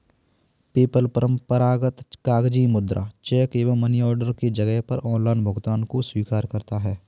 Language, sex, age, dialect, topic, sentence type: Hindi, male, 25-30, Kanauji Braj Bhasha, banking, statement